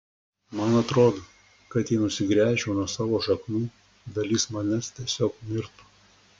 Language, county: Lithuanian, Klaipėda